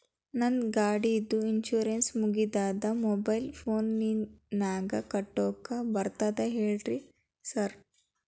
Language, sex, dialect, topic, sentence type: Kannada, female, Dharwad Kannada, banking, question